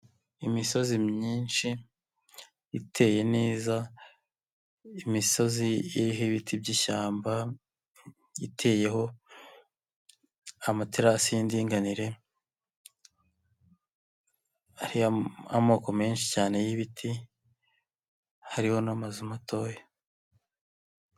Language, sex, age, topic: Kinyarwanda, male, 25-35, agriculture